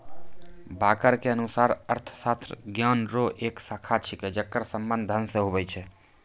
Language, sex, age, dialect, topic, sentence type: Maithili, male, 18-24, Angika, banking, statement